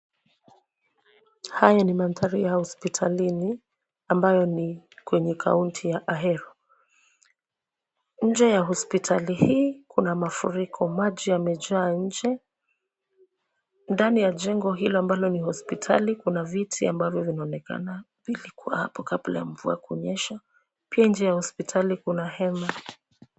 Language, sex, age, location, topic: Swahili, female, 36-49, Kisumu, health